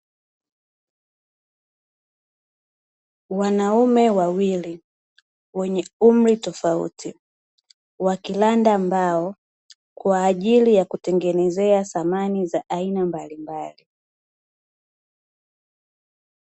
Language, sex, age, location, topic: Swahili, female, 25-35, Dar es Salaam, finance